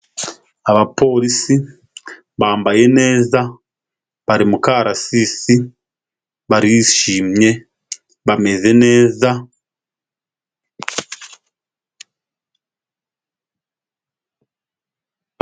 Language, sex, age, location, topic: Kinyarwanda, male, 25-35, Musanze, government